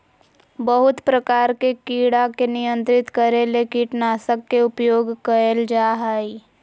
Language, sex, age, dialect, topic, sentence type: Magahi, female, 18-24, Southern, agriculture, statement